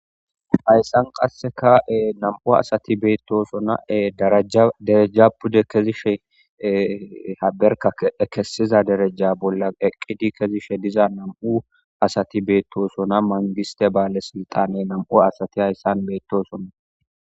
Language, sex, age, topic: Gamo, female, 18-24, government